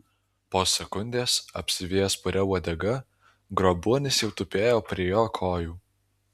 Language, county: Lithuanian, Alytus